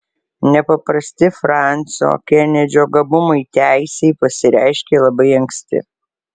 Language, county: Lithuanian, Alytus